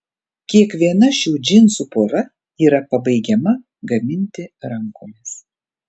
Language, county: Lithuanian, Panevėžys